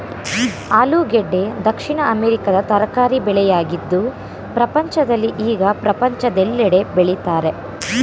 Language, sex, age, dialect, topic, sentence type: Kannada, female, 18-24, Mysore Kannada, agriculture, statement